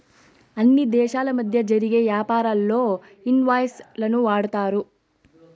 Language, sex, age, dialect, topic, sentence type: Telugu, female, 18-24, Southern, banking, statement